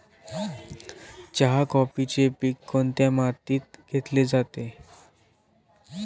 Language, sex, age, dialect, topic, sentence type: Marathi, male, 18-24, Standard Marathi, agriculture, question